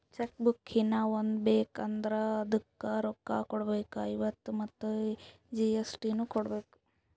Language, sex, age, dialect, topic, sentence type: Kannada, female, 41-45, Northeastern, banking, statement